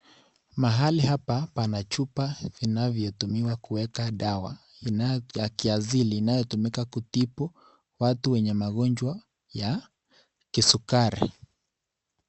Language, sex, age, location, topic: Swahili, male, 18-24, Nakuru, health